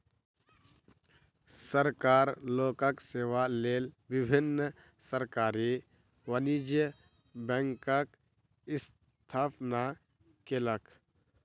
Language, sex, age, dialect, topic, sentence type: Maithili, male, 18-24, Southern/Standard, banking, statement